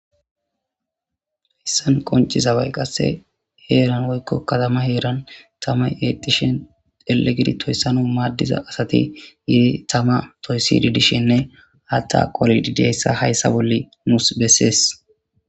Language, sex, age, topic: Gamo, female, 18-24, government